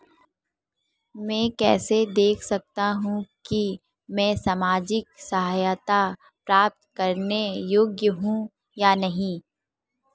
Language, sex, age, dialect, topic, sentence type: Hindi, female, 18-24, Marwari Dhudhari, banking, question